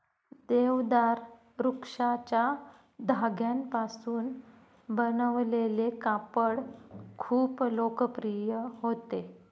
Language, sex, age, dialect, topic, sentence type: Marathi, female, 25-30, Standard Marathi, agriculture, statement